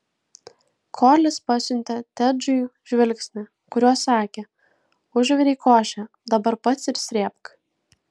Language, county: Lithuanian, Vilnius